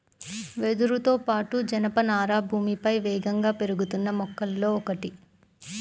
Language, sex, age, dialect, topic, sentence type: Telugu, female, 25-30, Central/Coastal, agriculture, statement